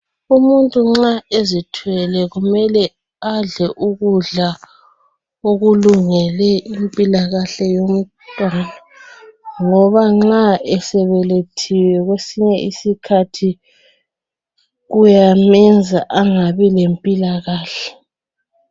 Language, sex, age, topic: North Ndebele, female, 36-49, health